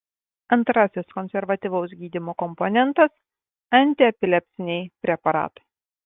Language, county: Lithuanian, Kaunas